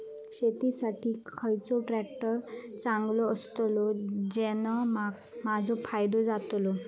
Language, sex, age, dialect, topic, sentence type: Marathi, female, 25-30, Southern Konkan, agriculture, question